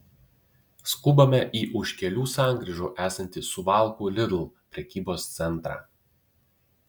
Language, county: Lithuanian, Utena